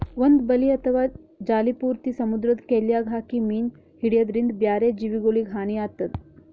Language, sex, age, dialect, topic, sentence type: Kannada, female, 18-24, Northeastern, agriculture, statement